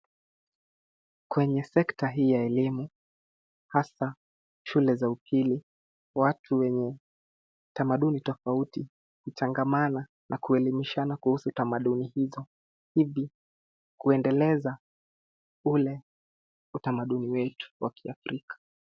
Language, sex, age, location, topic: Swahili, male, 18-24, Nairobi, education